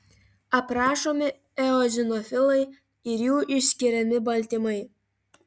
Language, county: Lithuanian, Vilnius